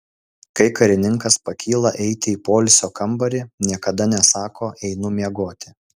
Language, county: Lithuanian, Utena